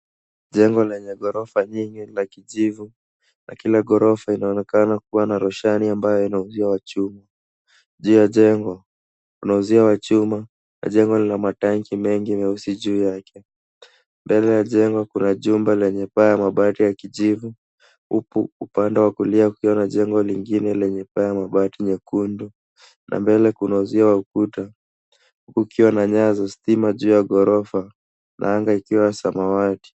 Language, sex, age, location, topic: Swahili, male, 18-24, Nairobi, finance